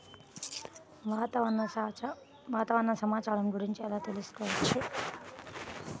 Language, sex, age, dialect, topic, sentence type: Telugu, female, 18-24, Central/Coastal, agriculture, question